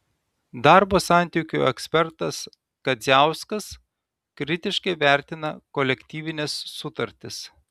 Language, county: Lithuanian, Telšiai